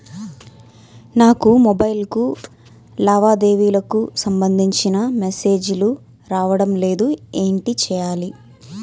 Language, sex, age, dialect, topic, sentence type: Telugu, female, 36-40, Utterandhra, banking, question